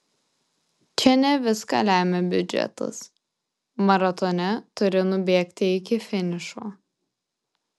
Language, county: Lithuanian, Alytus